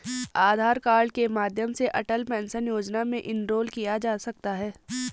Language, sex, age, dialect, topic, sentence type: Hindi, female, 18-24, Garhwali, banking, statement